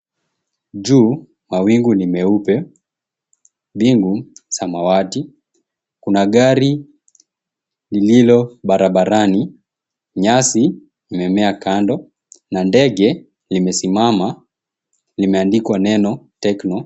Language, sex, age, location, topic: Swahili, male, 18-24, Mombasa, government